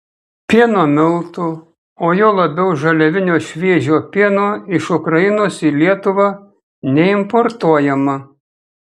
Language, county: Lithuanian, Kaunas